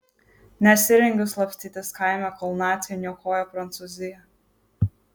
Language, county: Lithuanian, Marijampolė